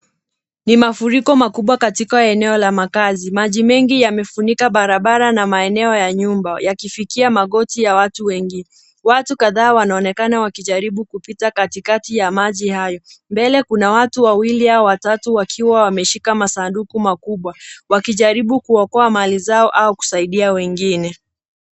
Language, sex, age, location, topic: Swahili, female, 18-24, Nairobi, health